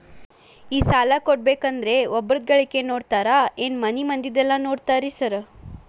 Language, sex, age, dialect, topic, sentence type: Kannada, female, 41-45, Dharwad Kannada, banking, question